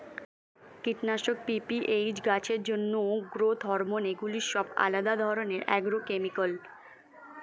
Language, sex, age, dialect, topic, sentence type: Bengali, female, 18-24, Standard Colloquial, agriculture, statement